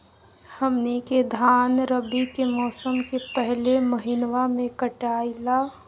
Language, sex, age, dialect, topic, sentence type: Magahi, female, 25-30, Southern, agriculture, question